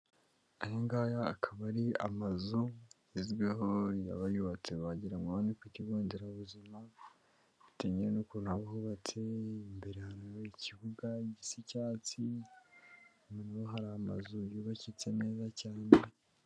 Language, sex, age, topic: Kinyarwanda, male, 18-24, government